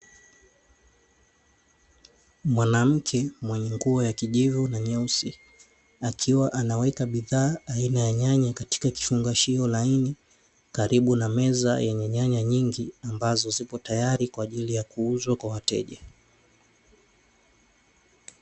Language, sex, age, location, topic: Swahili, male, 18-24, Dar es Salaam, finance